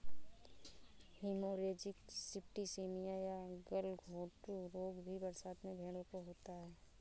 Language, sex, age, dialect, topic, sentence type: Hindi, female, 25-30, Awadhi Bundeli, agriculture, statement